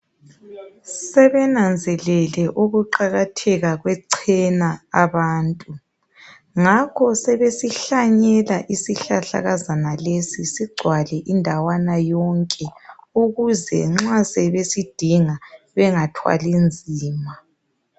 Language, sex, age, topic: North Ndebele, male, 36-49, health